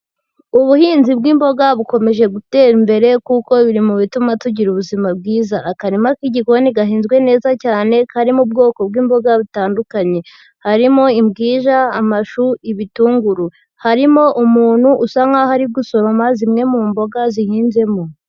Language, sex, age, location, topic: Kinyarwanda, female, 18-24, Huye, agriculture